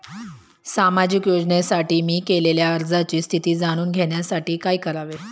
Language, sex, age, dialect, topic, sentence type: Marathi, female, 31-35, Standard Marathi, banking, question